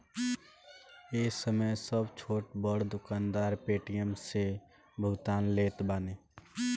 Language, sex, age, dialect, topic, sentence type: Bhojpuri, male, 18-24, Northern, banking, statement